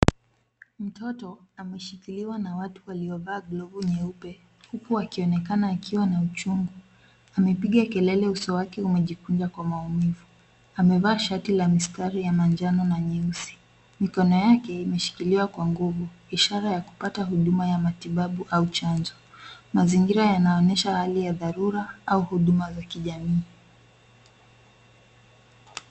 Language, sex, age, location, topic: Swahili, female, 25-35, Kisumu, health